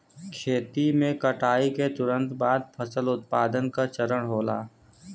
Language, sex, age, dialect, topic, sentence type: Bhojpuri, male, 18-24, Western, agriculture, statement